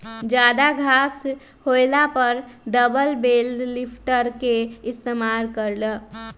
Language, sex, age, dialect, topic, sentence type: Magahi, male, 18-24, Western, agriculture, statement